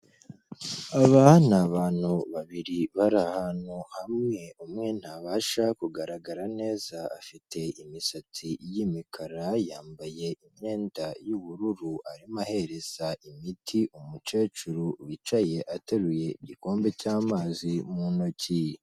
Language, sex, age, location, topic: Kinyarwanda, male, 18-24, Kigali, health